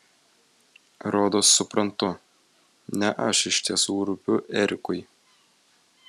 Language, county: Lithuanian, Vilnius